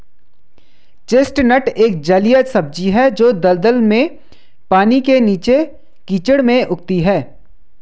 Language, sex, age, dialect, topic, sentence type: Hindi, male, 25-30, Hindustani Malvi Khadi Boli, agriculture, statement